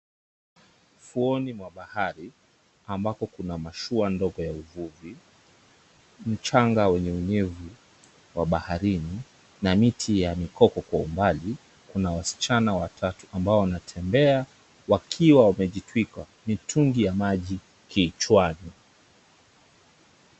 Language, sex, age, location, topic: Swahili, male, 36-49, Mombasa, government